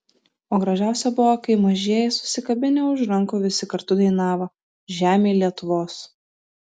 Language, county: Lithuanian, Vilnius